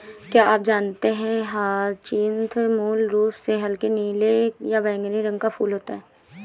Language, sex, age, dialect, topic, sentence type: Hindi, female, 18-24, Awadhi Bundeli, agriculture, statement